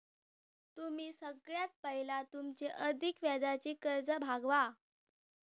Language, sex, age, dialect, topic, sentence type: Marathi, female, 18-24, Southern Konkan, banking, statement